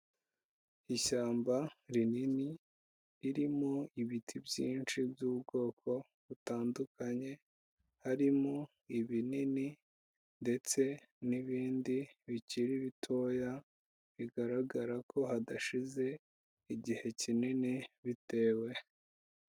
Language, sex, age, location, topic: Kinyarwanda, female, 25-35, Kigali, agriculture